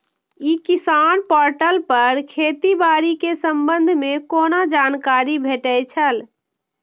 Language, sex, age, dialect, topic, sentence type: Maithili, female, 25-30, Eastern / Thethi, agriculture, question